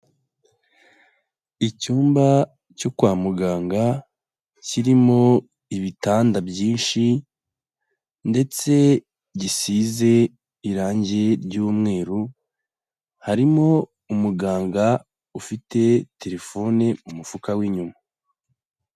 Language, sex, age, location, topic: Kinyarwanda, male, 25-35, Huye, health